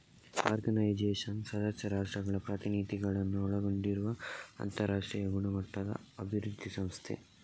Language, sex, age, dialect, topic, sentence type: Kannada, male, 31-35, Coastal/Dakshin, banking, statement